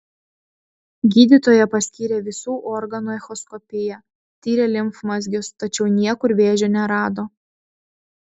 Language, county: Lithuanian, Vilnius